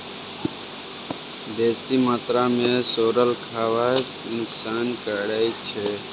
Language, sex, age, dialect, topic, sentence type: Maithili, male, 18-24, Bajjika, agriculture, statement